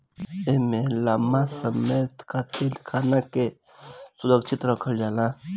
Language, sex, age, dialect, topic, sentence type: Bhojpuri, female, 18-24, Northern, agriculture, statement